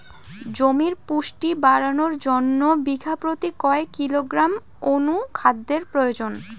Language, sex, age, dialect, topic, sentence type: Bengali, female, <18, Rajbangshi, agriculture, question